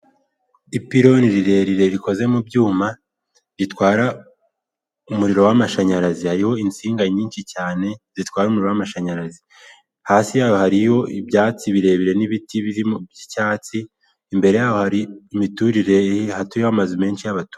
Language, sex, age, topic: Kinyarwanda, male, 18-24, government